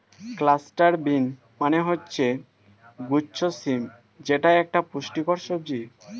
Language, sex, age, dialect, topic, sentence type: Bengali, male, 18-24, Standard Colloquial, agriculture, statement